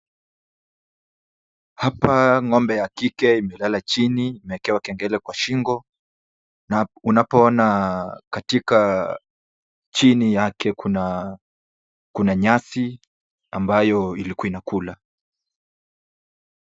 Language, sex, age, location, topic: Swahili, male, 18-24, Kisumu, agriculture